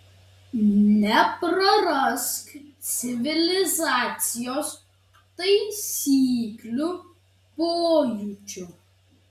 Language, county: Lithuanian, Vilnius